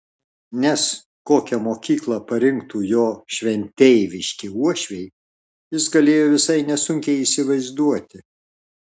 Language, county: Lithuanian, Alytus